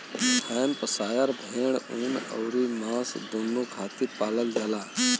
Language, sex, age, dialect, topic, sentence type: Bhojpuri, male, <18, Western, agriculture, statement